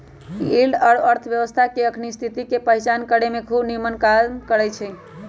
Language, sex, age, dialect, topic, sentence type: Magahi, male, 18-24, Western, banking, statement